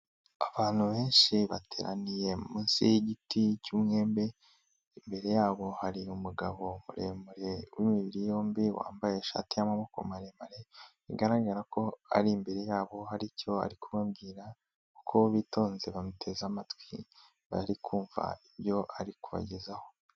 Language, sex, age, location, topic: Kinyarwanda, male, 18-24, Nyagatare, government